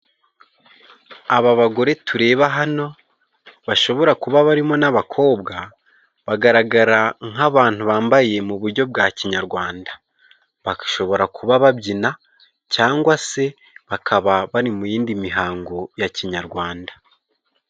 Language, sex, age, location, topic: Kinyarwanda, male, 25-35, Musanze, government